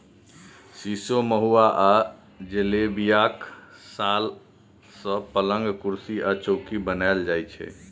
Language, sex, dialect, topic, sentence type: Maithili, male, Bajjika, agriculture, statement